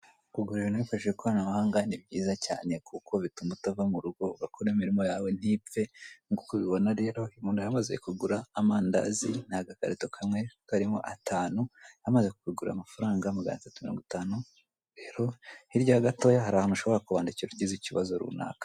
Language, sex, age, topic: Kinyarwanda, female, 25-35, finance